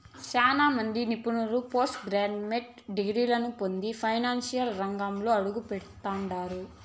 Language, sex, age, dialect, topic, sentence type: Telugu, female, 25-30, Southern, banking, statement